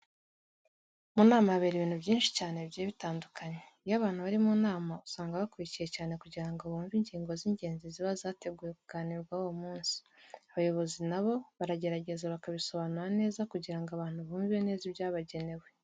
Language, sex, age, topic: Kinyarwanda, female, 18-24, education